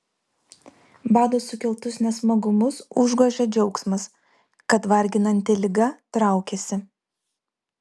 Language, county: Lithuanian, Vilnius